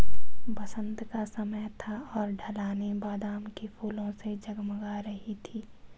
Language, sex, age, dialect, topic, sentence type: Hindi, female, 25-30, Marwari Dhudhari, agriculture, statement